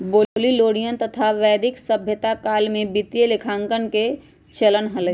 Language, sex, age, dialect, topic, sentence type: Magahi, female, 25-30, Western, banking, statement